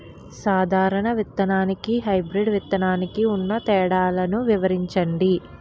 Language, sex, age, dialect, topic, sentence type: Telugu, female, 18-24, Utterandhra, agriculture, question